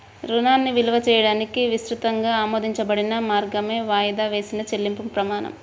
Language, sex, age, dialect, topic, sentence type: Telugu, female, 25-30, Central/Coastal, banking, statement